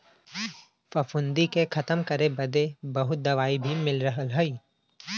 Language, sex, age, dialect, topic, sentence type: Bhojpuri, male, 25-30, Western, agriculture, statement